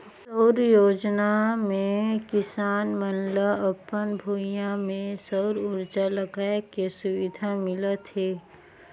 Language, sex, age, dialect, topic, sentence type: Chhattisgarhi, female, 36-40, Northern/Bhandar, agriculture, statement